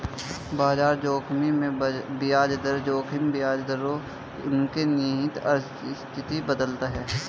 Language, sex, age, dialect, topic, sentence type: Hindi, male, 18-24, Hindustani Malvi Khadi Boli, banking, statement